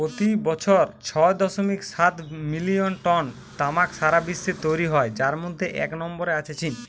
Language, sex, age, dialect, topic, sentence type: Bengali, male, <18, Western, agriculture, statement